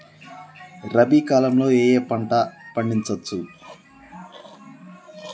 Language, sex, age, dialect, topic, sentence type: Telugu, male, 31-35, Telangana, agriculture, question